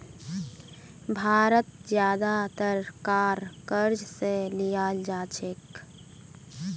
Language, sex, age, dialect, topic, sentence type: Magahi, female, 18-24, Northeastern/Surjapuri, banking, statement